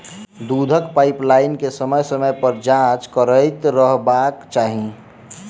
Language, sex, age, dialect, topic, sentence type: Maithili, male, 18-24, Southern/Standard, agriculture, statement